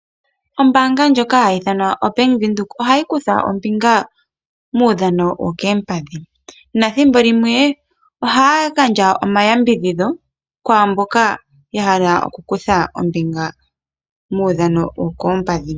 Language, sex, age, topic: Oshiwambo, female, 25-35, finance